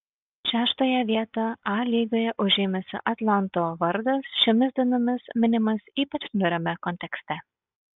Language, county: Lithuanian, Šiauliai